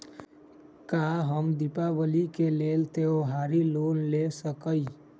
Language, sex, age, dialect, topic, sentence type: Magahi, male, 18-24, Western, banking, question